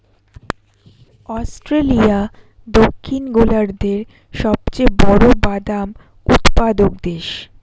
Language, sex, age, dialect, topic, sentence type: Bengali, female, 25-30, Standard Colloquial, agriculture, statement